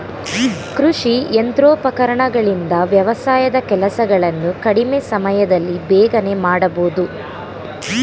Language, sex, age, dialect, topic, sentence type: Kannada, female, 18-24, Mysore Kannada, agriculture, statement